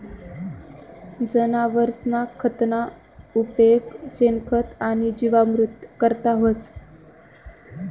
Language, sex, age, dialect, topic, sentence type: Marathi, female, 25-30, Northern Konkan, agriculture, statement